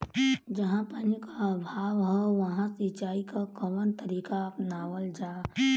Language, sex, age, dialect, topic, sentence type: Bhojpuri, male, 18-24, Western, agriculture, question